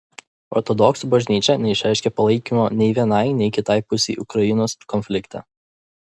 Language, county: Lithuanian, Vilnius